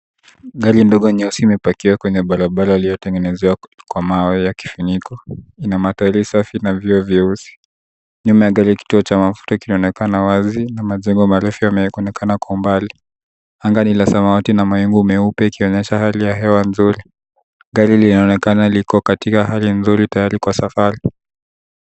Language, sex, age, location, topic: Swahili, male, 18-24, Nairobi, finance